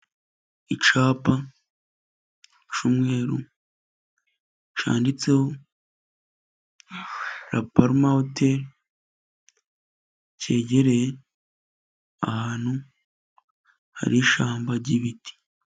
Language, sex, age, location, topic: Kinyarwanda, male, 25-35, Musanze, finance